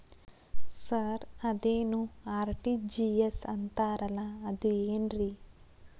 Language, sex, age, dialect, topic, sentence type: Kannada, female, 18-24, Dharwad Kannada, banking, question